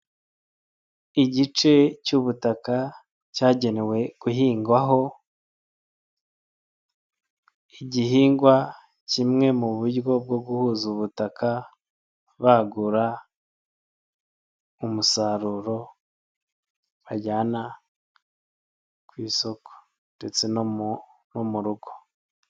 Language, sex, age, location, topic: Kinyarwanda, male, 25-35, Nyagatare, agriculture